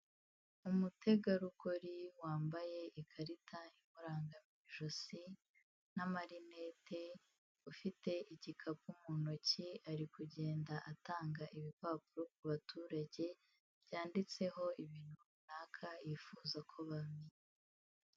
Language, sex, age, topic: Kinyarwanda, female, 18-24, health